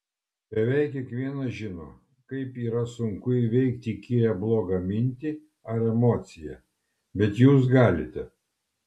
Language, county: Lithuanian, Kaunas